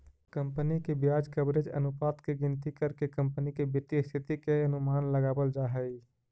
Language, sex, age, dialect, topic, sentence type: Magahi, male, 25-30, Central/Standard, banking, statement